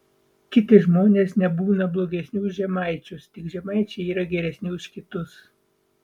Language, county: Lithuanian, Vilnius